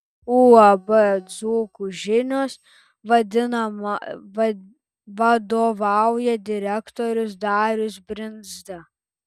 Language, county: Lithuanian, Telšiai